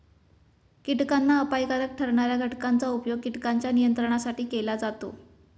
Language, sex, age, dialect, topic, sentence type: Marathi, male, 25-30, Standard Marathi, agriculture, statement